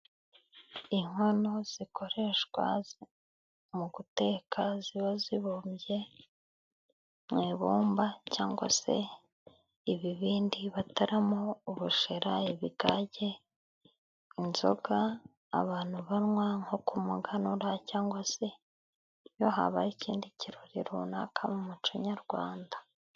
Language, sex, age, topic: Kinyarwanda, female, 18-24, government